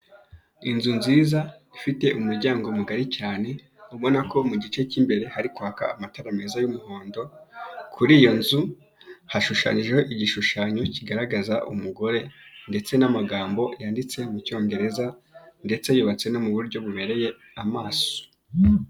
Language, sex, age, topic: Kinyarwanda, male, 25-35, finance